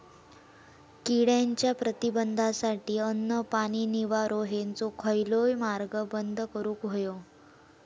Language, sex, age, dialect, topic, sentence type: Marathi, female, 18-24, Southern Konkan, agriculture, statement